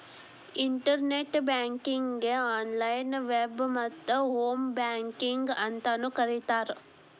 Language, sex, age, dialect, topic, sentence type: Kannada, female, 18-24, Dharwad Kannada, banking, statement